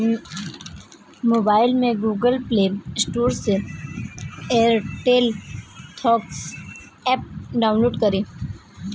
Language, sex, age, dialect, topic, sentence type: Hindi, female, 18-24, Kanauji Braj Bhasha, banking, statement